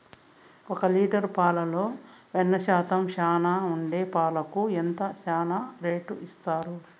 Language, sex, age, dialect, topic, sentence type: Telugu, female, 51-55, Southern, agriculture, question